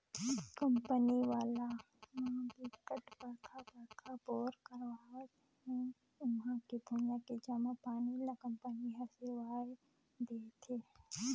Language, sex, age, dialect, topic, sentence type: Chhattisgarhi, female, 18-24, Northern/Bhandar, agriculture, statement